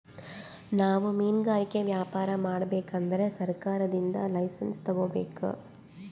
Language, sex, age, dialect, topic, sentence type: Kannada, female, 18-24, Northeastern, agriculture, statement